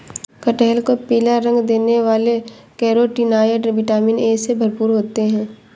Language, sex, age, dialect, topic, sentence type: Hindi, female, 25-30, Awadhi Bundeli, agriculture, statement